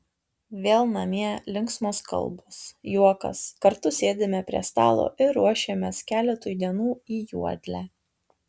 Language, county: Lithuanian, Tauragė